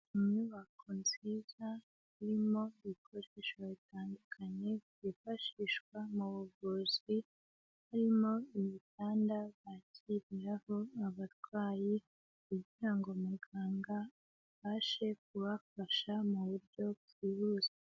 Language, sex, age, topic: Kinyarwanda, female, 18-24, health